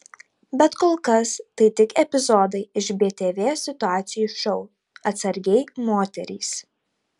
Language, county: Lithuanian, Tauragė